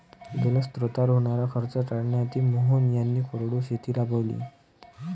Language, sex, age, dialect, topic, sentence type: Marathi, male, 18-24, Varhadi, agriculture, statement